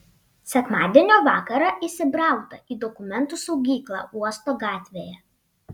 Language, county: Lithuanian, Panevėžys